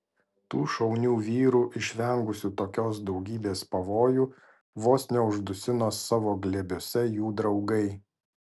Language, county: Lithuanian, Vilnius